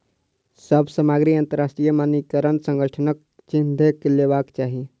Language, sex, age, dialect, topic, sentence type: Maithili, male, 46-50, Southern/Standard, banking, statement